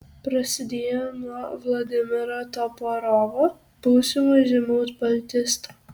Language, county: Lithuanian, Kaunas